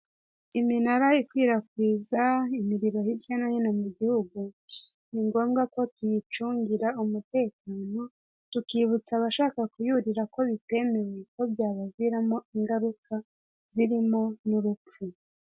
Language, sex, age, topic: Kinyarwanda, female, 18-24, government